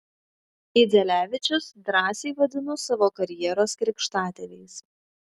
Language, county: Lithuanian, Šiauliai